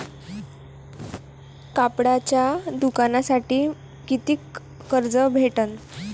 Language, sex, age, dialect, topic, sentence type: Marathi, female, 18-24, Varhadi, banking, question